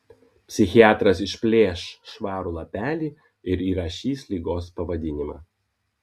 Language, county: Lithuanian, Vilnius